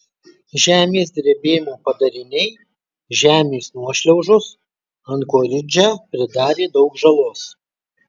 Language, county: Lithuanian, Kaunas